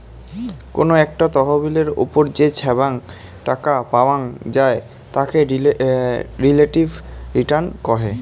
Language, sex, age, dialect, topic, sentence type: Bengali, male, 18-24, Rajbangshi, banking, statement